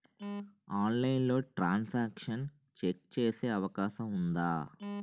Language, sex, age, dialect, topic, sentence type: Telugu, male, 31-35, Utterandhra, banking, question